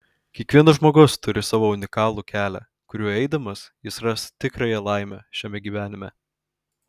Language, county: Lithuanian, Alytus